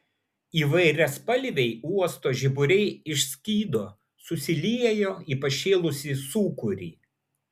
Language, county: Lithuanian, Vilnius